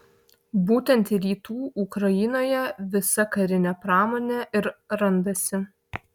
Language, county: Lithuanian, Vilnius